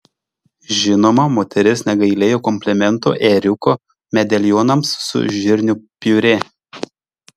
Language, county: Lithuanian, Šiauliai